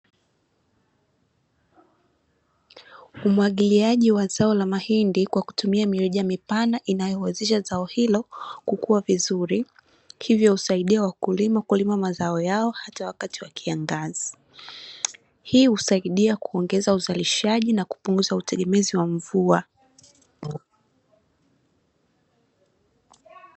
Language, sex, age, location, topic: Swahili, female, 18-24, Dar es Salaam, agriculture